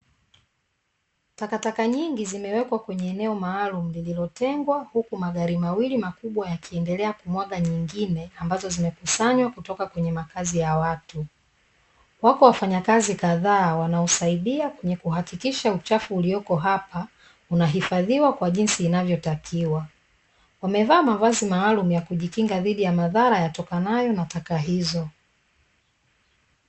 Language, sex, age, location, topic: Swahili, female, 25-35, Dar es Salaam, government